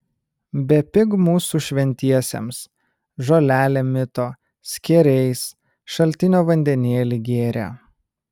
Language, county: Lithuanian, Kaunas